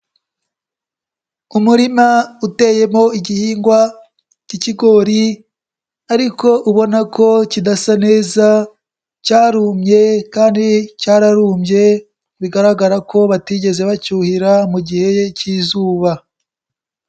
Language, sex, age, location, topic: Kinyarwanda, male, 18-24, Nyagatare, agriculture